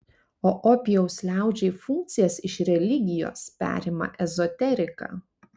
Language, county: Lithuanian, Panevėžys